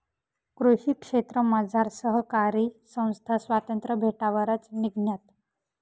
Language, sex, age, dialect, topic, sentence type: Marathi, female, 18-24, Northern Konkan, agriculture, statement